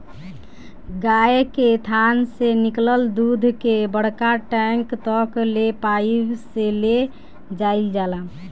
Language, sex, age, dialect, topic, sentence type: Bhojpuri, female, <18, Southern / Standard, agriculture, statement